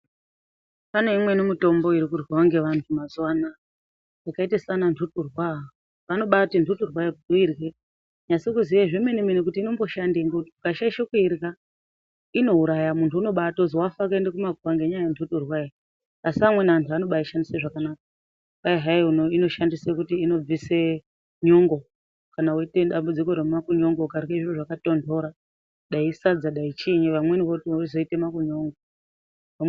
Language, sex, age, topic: Ndau, female, 25-35, health